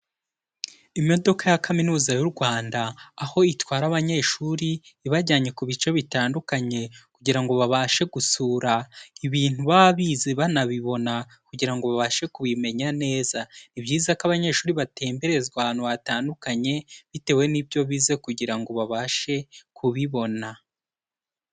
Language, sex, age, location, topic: Kinyarwanda, male, 18-24, Kigali, education